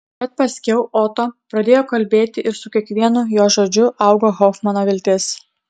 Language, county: Lithuanian, Utena